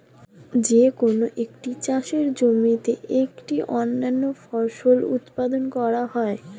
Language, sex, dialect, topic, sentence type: Bengali, female, Standard Colloquial, agriculture, statement